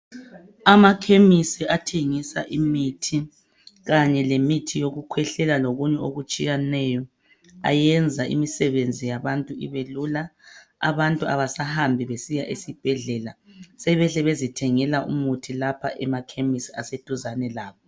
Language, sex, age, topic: North Ndebele, male, 36-49, health